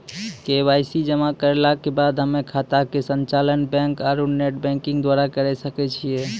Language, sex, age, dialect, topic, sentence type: Maithili, male, 25-30, Angika, banking, question